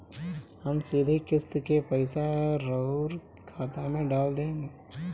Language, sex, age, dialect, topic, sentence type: Bhojpuri, male, 31-35, Northern, banking, question